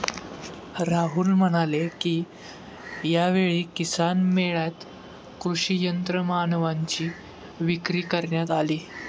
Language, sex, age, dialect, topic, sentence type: Marathi, male, 18-24, Standard Marathi, agriculture, statement